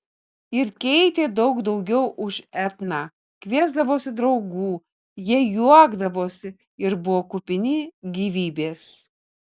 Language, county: Lithuanian, Kaunas